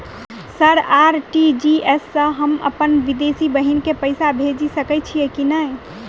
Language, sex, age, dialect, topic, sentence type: Maithili, female, 18-24, Southern/Standard, banking, question